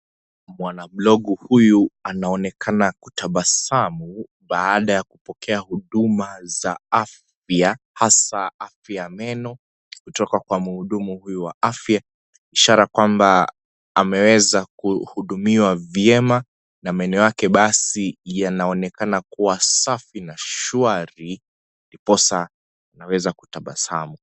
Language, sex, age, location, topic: Swahili, male, 25-35, Kisii, health